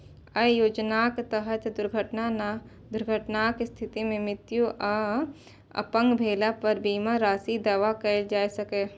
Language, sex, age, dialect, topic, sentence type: Maithili, female, 18-24, Eastern / Thethi, banking, statement